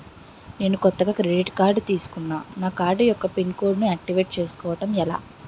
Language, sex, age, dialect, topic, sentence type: Telugu, female, 18-24, Utterandhra, banking, question